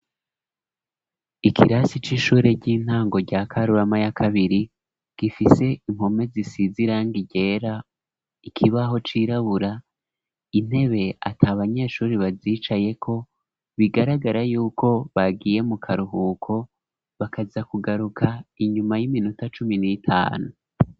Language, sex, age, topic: Rundi, male, 25-35, education